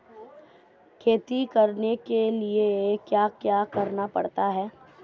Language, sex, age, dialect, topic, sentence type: Hindi, female, 25-30, Marwari Dhudhari, agriculture, question